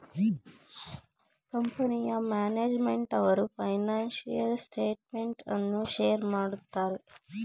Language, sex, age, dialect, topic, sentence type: Kannada, female, 25-30, Mysore Kannada, banking, statement